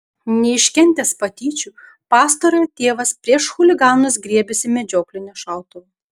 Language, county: Lithuanian, Šiauliai